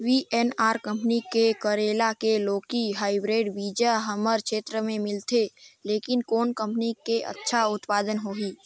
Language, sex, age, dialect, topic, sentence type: Chhattisgarhi, male, 25-30, Northern/Bhandar, agriculture, question